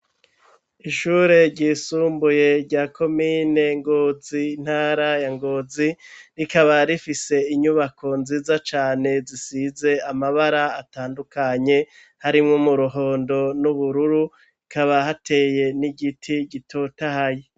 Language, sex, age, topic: Rundi, male, 36-49, education